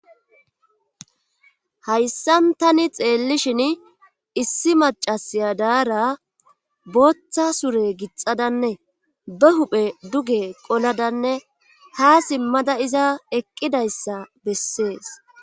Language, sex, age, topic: Gamo, female, 25-35, government